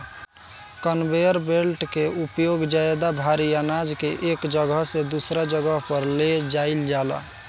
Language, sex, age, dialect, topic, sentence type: Bhojpuri, male, 18-24, Southern / Standard, agriculture, statement